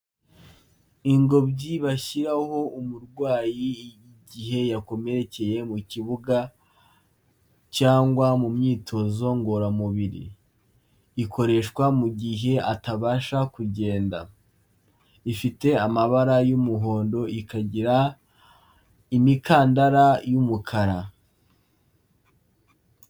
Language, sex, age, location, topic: Kinyarwanda, male, 18-24, Kigali, health